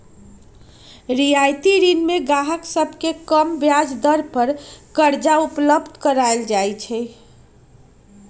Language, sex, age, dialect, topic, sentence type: Magahi, female, 31-35, Western, banking, statement